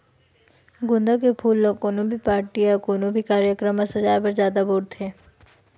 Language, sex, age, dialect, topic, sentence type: Chhattisgarhi, female, 18-24, Western/Budati/Khatahi, agriculture, statement